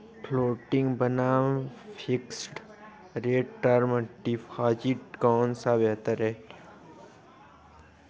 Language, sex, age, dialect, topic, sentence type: Hindi, male, 25-30, Hindustani Malvi Khadi Boli, banking, question